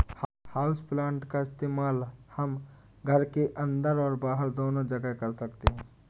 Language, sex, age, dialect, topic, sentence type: Hindi, male, 25-30, Awadhi Bundeli, agriculture, statement